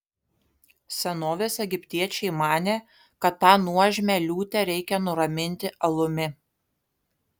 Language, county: Lithuanian, Kaunas